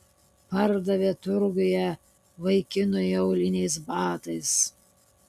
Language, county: Lithuanian, Utena